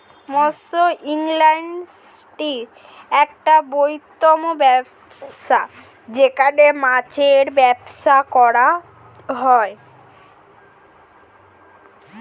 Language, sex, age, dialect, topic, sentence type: Bengali, female, <18, Standard Colloquial, agriculture, statement